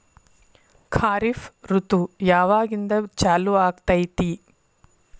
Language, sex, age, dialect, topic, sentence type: Kannada, female, 41-45, Dharwad Kannada, agriculture, question